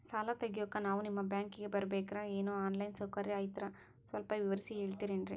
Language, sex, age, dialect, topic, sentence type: Kannada, female, 18-24, Northeastern, banking, question